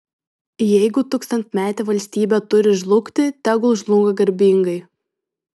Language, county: Lithuanian, Vilnius